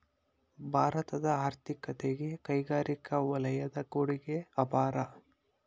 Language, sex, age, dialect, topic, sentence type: Kannada, male, 25-30, Mysore Kannada, banking, statement